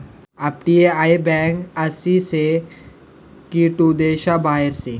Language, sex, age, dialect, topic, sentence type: Marathi, male, 18-24, Northern Konkan, banking, statement